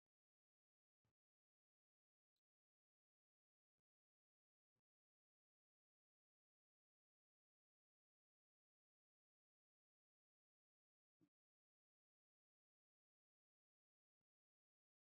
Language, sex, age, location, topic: Swahili, female, 25-35, Nakuru, health